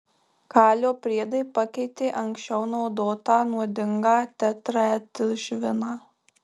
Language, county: Lithuanian, Marijampolė